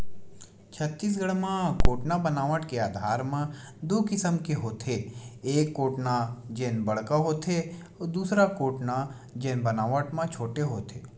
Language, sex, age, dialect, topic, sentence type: Chhattisgarhi, male, 18-24, Western/Budati/Khatahi, agriculture, statement